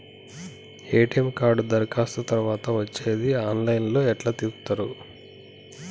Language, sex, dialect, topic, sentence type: Telugu, male, Telangana, banking, question